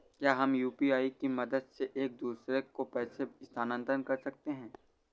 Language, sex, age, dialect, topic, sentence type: Hindi, male, 18-24, Awadhi Bundeli, banking, question